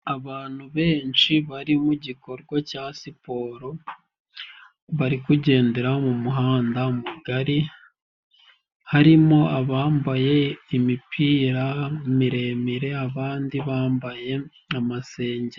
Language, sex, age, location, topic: Kinyarwanda, male, 18-24, Nyagatare, government